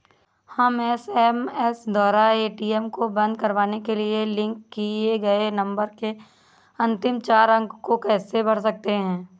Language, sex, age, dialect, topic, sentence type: Hindi, female, 25-30, Awadhi Bundeli, banking, question